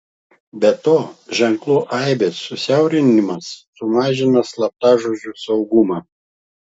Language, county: Lithuanian, Klaipėda